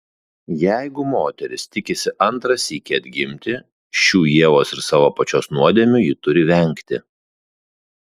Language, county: Lithuanian, Kaunas